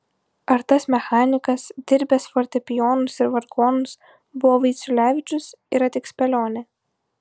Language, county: Lithuanian, Utena